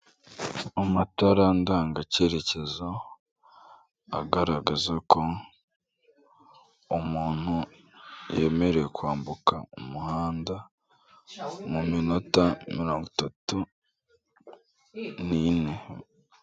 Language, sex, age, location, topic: Kinyarwanda, male, 18-24, Kigali, government